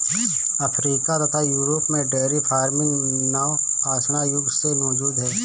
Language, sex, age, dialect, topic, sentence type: Hindi, male, 25-30, Awadhi Bundeli, agriculture, statement